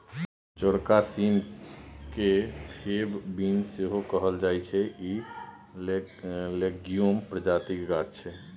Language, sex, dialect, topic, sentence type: Maithili, male, Bajjika, agriculture, statement